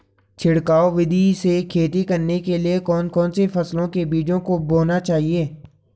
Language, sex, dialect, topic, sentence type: Hindi, male, Garhwali, agriculture, question